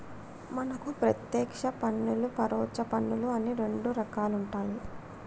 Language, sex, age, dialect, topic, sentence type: Telugu, female, 60-100, Telangana, banking, statement